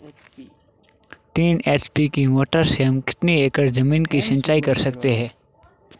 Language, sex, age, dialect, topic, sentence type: Hindi, male, 18-24, Marwari Dhudhari, agriculture, question